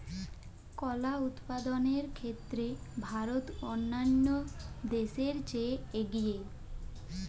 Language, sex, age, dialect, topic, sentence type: Bengali, female, 18-24, Jharkhandi, agriculture, statement